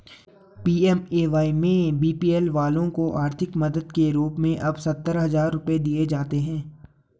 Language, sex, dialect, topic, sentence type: Hindi, male, Garhwali, agriculture, statement